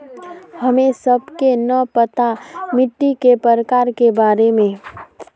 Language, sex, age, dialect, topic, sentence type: Magahi, female, 56-60, Northeastern/Surjapuri, agriculture, question